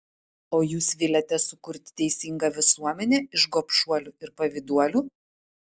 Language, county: Lithuanian, Utena